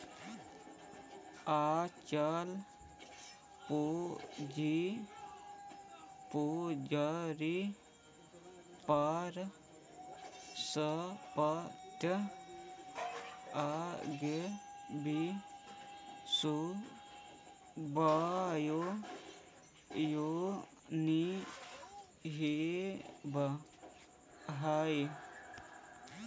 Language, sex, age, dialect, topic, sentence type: Magahi, male, 31-35, Central/Standard, agriculture, statement